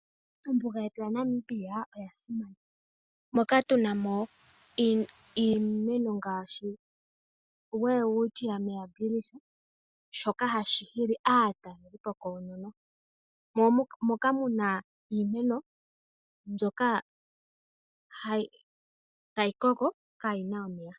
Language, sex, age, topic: Oshiwambo, female, 18-24, agriculture